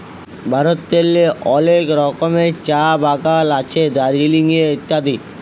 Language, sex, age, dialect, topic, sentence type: Bengali, male, 18-24, Jharkhandi, agriculture, statement